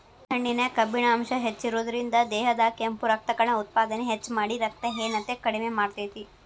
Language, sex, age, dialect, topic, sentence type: Kannada, female, 25-30, Dharwad Kannada, agriculture, statement